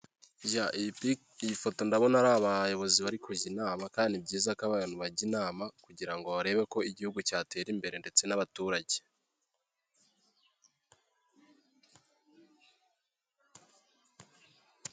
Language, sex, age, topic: Kinyarwanda, male, 18-24, government